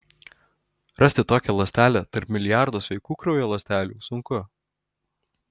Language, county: Lithuanian, Alytus